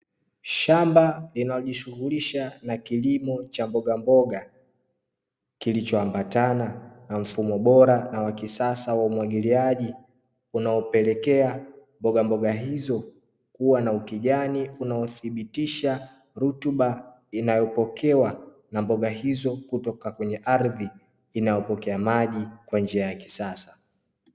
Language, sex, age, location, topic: Swahili, male, 25-35, Dar es Salaam, agriculture